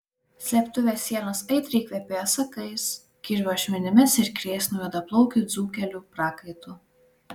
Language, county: Lithuanian, Klaipėda